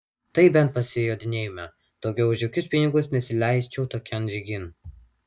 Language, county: Lithuanian, Vilnius